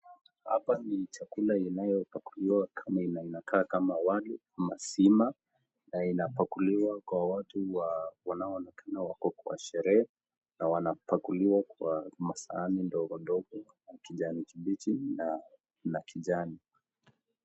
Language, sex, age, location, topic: Swahili, male, 25-35, Nakuru, agriculture